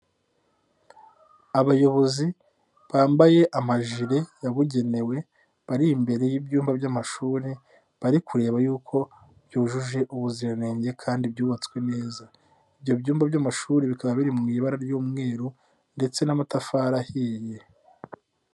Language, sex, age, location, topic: Kinyarwanda, male, 18-24, Nyagatare, education